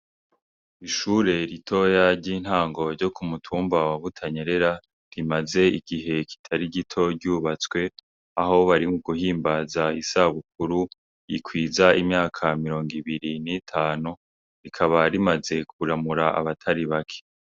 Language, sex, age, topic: Rundi, male, 18-24, education